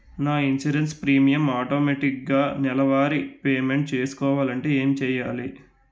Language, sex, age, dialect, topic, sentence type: Telugu, male, 18-24, Utterandhra, banking, question